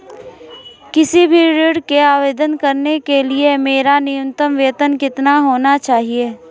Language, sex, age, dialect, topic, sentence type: Hindi, female, 25-30, Marwari Dhudhari, banking, question